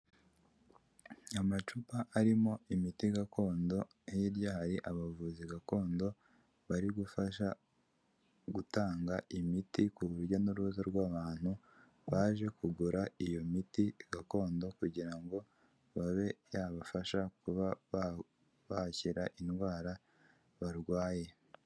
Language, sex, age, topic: Kinyarwanda, male, 18-24, health